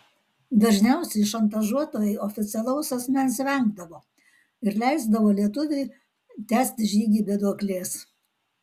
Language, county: Lithuanian, Alytus